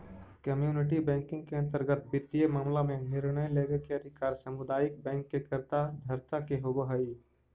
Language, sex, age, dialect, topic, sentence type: Magahi, male, 31-35, Central/Standard, banking, statement